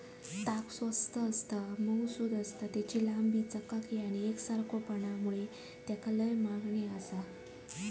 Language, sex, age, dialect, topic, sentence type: Marathi, female, 18-24, Southern Konkan, agriculture, statement